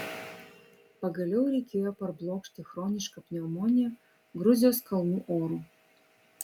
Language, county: Lithuanian, Vilnius